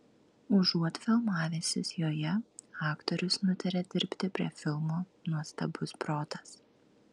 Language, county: Lithuanian, Klaipėda